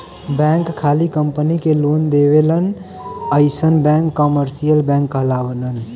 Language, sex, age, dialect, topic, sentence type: Bhojpuri, male, 18-24, Western, banking, statement